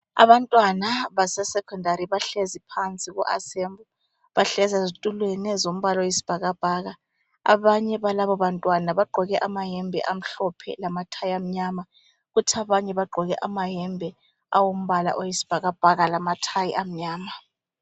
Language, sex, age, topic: North Ndebele, female, 25-35, education